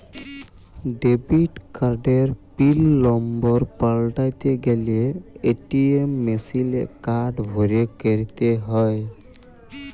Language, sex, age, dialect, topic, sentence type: Bengali, male, 18-24, Jharkhandi, banking, statement